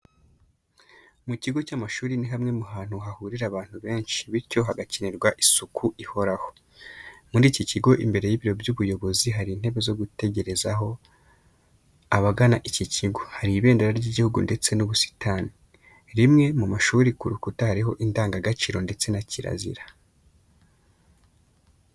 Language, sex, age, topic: Kinyarwanda, male, 25-35, education